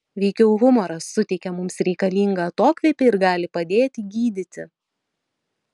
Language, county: Lithuanian, Vilnius